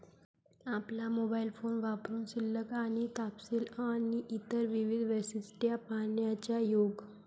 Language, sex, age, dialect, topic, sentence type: Marathi, female, 25-30, Varhadi, banking, statement